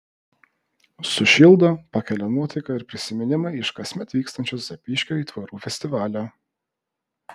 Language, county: Lithuanian, Vilnius